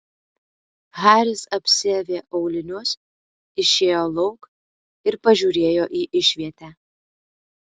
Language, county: Lithuanian, Alytus